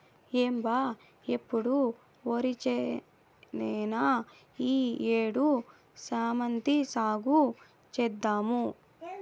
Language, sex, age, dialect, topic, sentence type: Telugu, male, 18-24, Southern, agriculture, statement